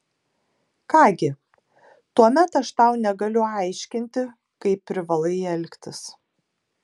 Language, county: Lithuanian, Tauragė